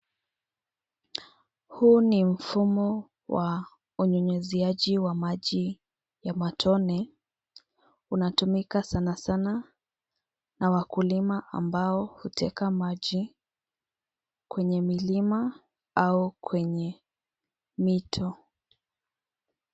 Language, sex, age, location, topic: Swahili, female, 25-35, Nairobi, agriculture